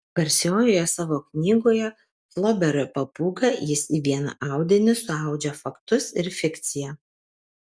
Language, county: Lithuanian, Kaunas